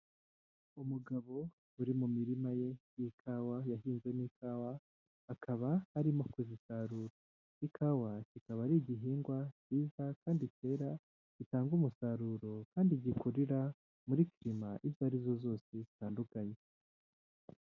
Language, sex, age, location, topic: Kinyarwanda, male, 18-24, Huye, health